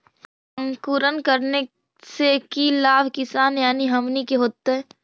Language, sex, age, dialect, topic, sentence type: Magahi, female, 51-55, Central/Standard, agriculture, question